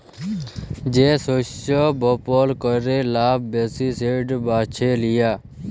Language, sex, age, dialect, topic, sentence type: Bengali, male, 18-24, Jharkhandi, agriculture, statement